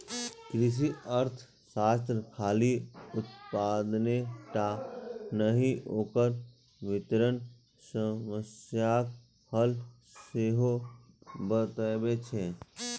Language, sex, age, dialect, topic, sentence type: Maithili, male, 31-35, Eastern / Thethi, agriculture, statement